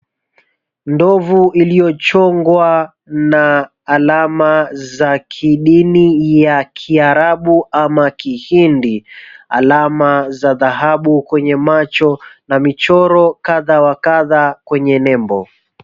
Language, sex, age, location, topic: Swahili, male, 25-35, Mombasa, government